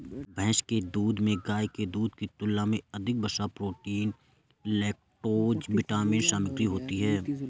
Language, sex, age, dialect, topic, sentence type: Hindi, male, 25-30, Awadhi Bundeli, agriculture, statement